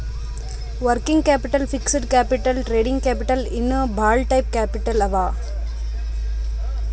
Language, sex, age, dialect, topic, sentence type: Kannada, female, 25-30, Northeastern, banking, statement